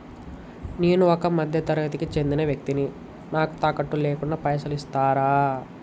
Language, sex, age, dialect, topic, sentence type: Telugu, male, 18-24, Telangana, banking, question